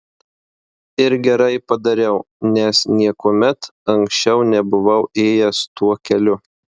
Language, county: Lithuanian, Marijampolė